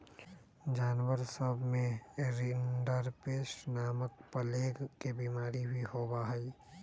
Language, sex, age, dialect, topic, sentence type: Magahi, male, 25-30, Western, agriculture, statement